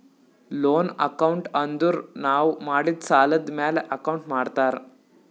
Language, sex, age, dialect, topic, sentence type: Kannada, male, 18-24, Northeastern, banking, statement